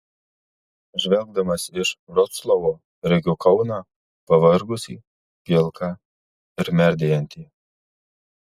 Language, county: Lithuanian, Marijampolė